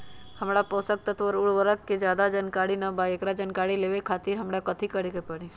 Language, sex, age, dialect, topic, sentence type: Magahi, female, 31-35, Western, agriculture, question